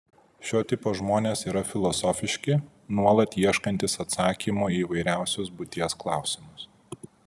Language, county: Lithuanian, Vilnius